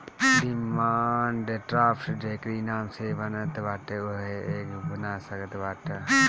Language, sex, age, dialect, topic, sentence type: Bhojpuri, male, 18-24, Northern, banking, statement